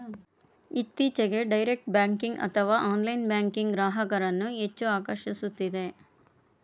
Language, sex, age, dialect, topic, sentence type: Kannada, female, 31-35, Mysore Kannada, banking, statement